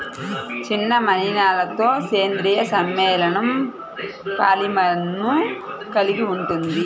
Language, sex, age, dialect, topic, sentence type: Telugu, female, 31-35, Central/Coastal, agriculture, statement